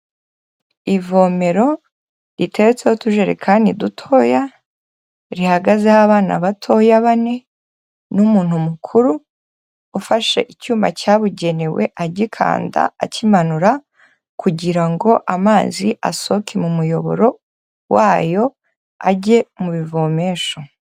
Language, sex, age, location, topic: Kinyarwanda, female, 25-35, Kigali, health